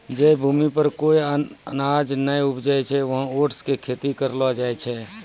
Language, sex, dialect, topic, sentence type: Maithili, male, Angika, agriculture, statement